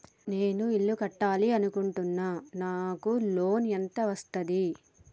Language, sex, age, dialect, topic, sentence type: Telugu, female, 31-35, Telangana, banking, question